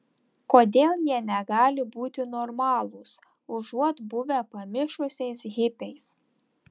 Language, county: Lithuanian, Telšiai